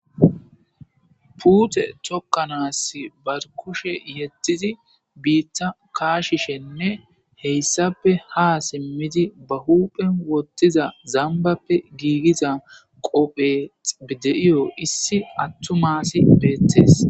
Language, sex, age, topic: Gamo, male, 25-35, agriculture